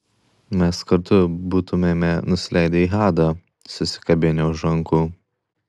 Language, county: Lithuanian, Klaipėda